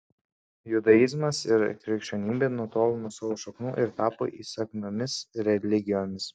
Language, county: Lithuanian, Kaunas